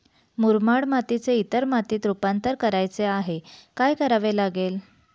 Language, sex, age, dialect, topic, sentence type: Marathi, female, 31-35, Northern Konkan, agriculture, question